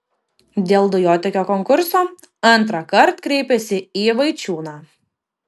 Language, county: Lithuanian, Kaunas